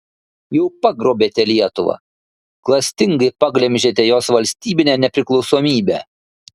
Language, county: Lithuanian, Šiauliai